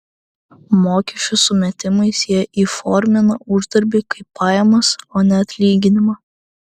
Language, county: Lithuanian, Vilnius